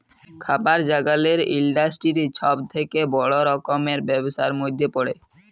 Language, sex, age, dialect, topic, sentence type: Bengali, male, 18-24, Jharkhandi, agriculture, statement